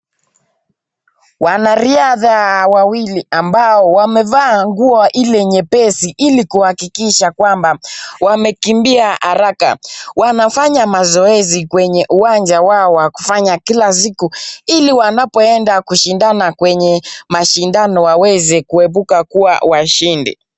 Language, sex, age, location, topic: Swahili, male, 18-24, Nakuru, education